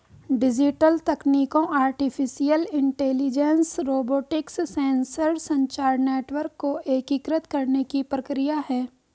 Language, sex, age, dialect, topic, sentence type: Hindi, female, 18-24, Hindustani Malvi Khadi Boli, agriculture, statement